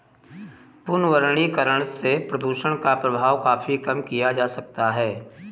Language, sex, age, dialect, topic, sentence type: Hindi, male, 18-24, Awadhi Bundeli, agriculture, statement